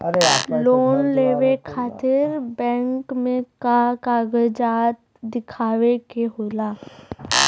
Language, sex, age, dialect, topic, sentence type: Bhojpuri, male, 25-30, Western, banking, question